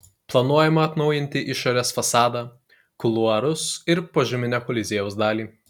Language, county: Lithuanian, Kaunas